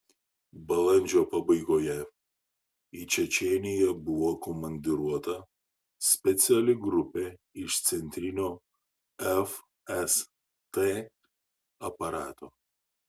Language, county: Lithuanian, Šiauliai